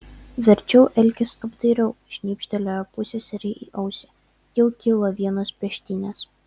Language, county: Lithuanian, Vilnius